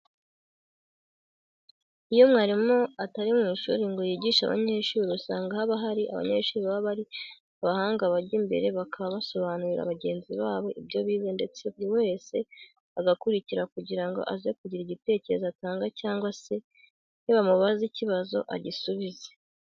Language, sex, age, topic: Kinyarwanda, female, 18-24, education